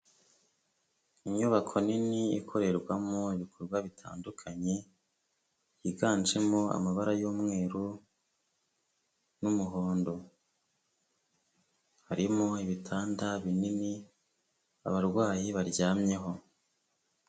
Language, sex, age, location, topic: Kinyarwanda, female, 18-24, Kigali, health